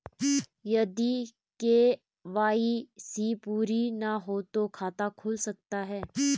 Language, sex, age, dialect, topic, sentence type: Hindi, female, 25-30, Garhwali, banking, question